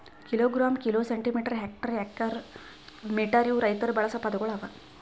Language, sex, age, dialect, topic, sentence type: Kannada, female, 51-55, Northeastern, agriculture, statement